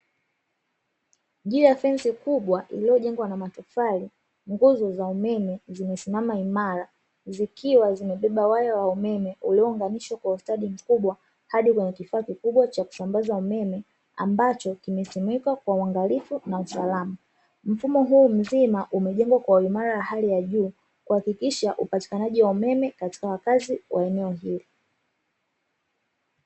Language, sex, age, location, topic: Swahili, female, 25-35, Dar es Salaam, government